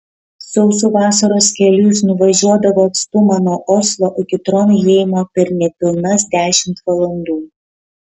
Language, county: Lithuanian, Kaunas